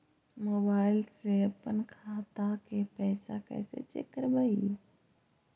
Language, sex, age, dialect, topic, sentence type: Magahi, female, 51-55, Central/Standard, banking, question